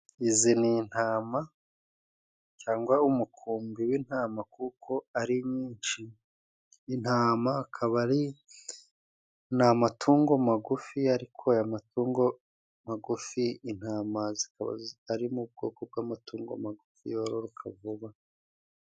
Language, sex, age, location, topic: Kinyarwanda, male, 36-49, Musanze, agriculture